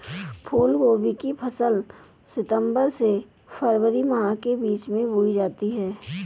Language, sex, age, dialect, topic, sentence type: Hindi, female, 18-24, Marwari Dhudhari, agriculture, statement